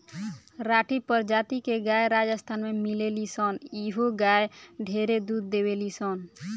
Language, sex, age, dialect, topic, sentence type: Bhojpuri, female, <18, Southern / Standard, agriculture, statement